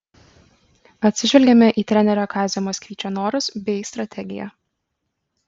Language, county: Lithuanian, Kaunas